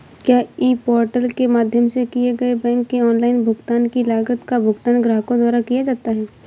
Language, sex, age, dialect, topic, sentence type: Hindi, female, 18-24, Awadhi Bundeli, banking, question